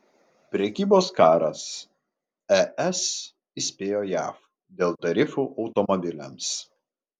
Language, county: Lithuanian, Klaipėda